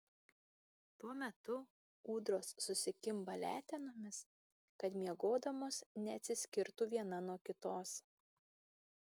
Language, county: Lithuanian, Kaunas